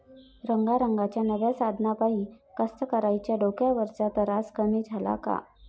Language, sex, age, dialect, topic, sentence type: Marathi, female, 36-40, Varhadi, agriculture, question